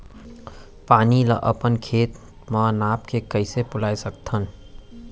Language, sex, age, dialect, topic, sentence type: Chhattisgarhi, male, 25-30, Central, agriculture, question